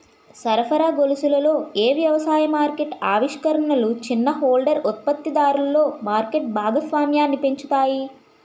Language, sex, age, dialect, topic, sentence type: Telugu, female, 18-24, Utterandhra, agriculture, question